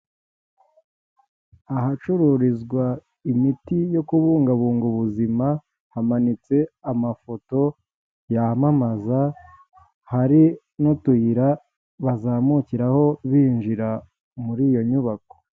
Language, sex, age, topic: Kinyarwanda, male, 25-35, health